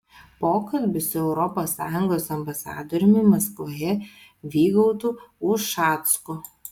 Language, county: Lithuanian, Vilnius